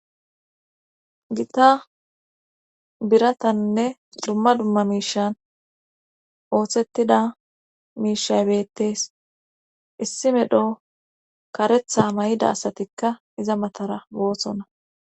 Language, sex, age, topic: Gamo, female, 25-35, government